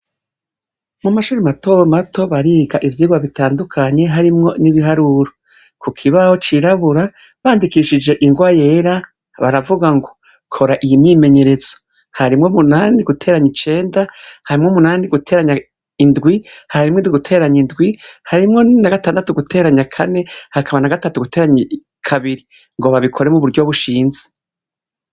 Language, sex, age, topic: Rundi, female, 25-35, education